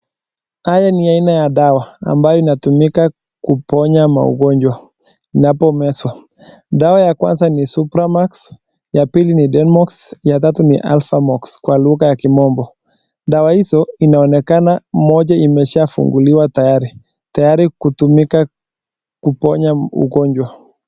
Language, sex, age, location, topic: Swahili, male, 18-24, Nakuru, health